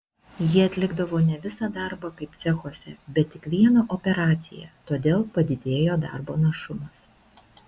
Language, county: Lithuanian, Šiauliai